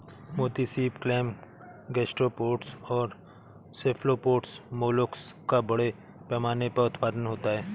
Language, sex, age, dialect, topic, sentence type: Hindi, male, 18-24, Awadhi Bundeli, agriculture, statement